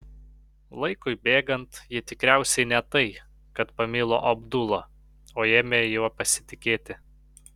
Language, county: Lithuanian, Panevėžys